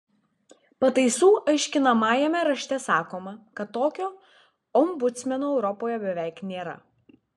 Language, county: Lithuanian, Vilnius